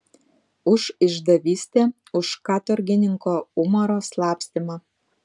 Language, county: Lithuanian, Panevėžys